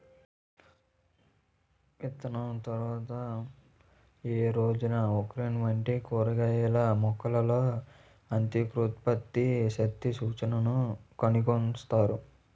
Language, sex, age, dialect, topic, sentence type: Telugu, male, 18-24, Utterandhra, agriculture, question